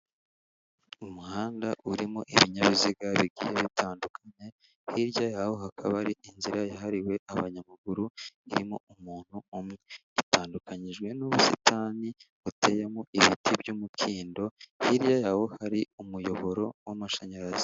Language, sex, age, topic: Kinyarwanda, male, 18-24, government